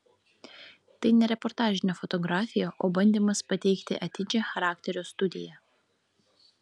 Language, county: Lithuanian, Klaipėda